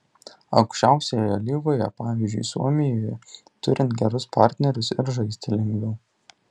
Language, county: Lithuanian, Tauragė